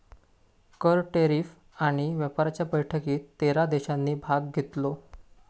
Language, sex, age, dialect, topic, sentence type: Marathi, male, 25-30, Southern Konkan, banking, statement